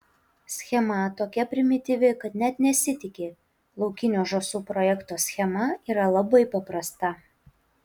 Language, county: Lithuanian, Utena